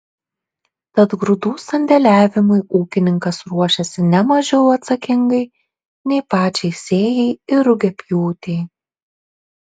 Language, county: Lithuanian, Šiauliai